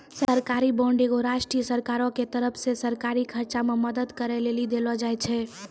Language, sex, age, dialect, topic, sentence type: Maithili, female, 18-24, Angika, banking, statement